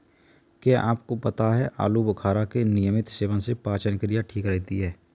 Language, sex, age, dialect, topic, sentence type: Hindi, male, 25-30, Kanauji Braj Bhasha, agriculture, statement